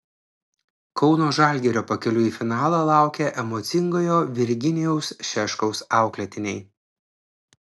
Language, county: Lithuanian, Klaipėda